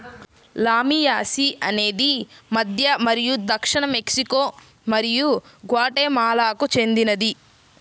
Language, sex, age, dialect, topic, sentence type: Telugu, female, 31-35, Central/Coastal, agriculture, statement